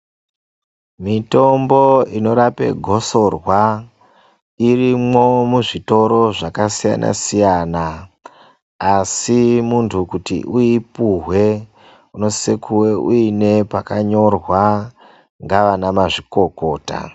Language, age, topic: Ndau, 50+, health